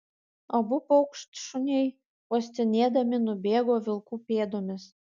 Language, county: Lithuanian, Kaunas